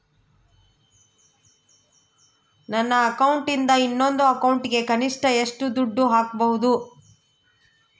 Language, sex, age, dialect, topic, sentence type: Kannada, female, 31-35, Central, banking, question